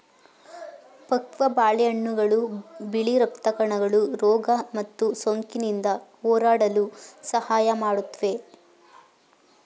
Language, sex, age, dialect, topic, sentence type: Kannada, female, 41-45, Mysore Kannada, agriculture, statement